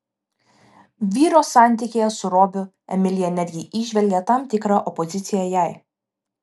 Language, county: Lithuanian, Vilnius